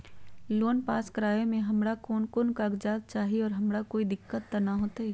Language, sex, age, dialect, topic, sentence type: Magahi, female, 51-55, Western, banking, question